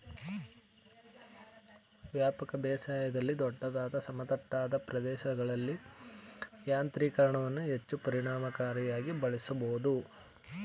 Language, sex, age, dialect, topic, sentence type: Kannada, male, 25-30, Mysore Kannada, agriculture, statement